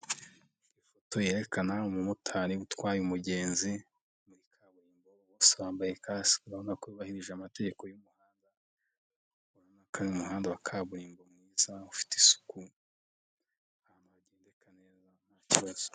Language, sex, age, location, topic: Kinyarwanda, male, 25-35, Nyagatare, finance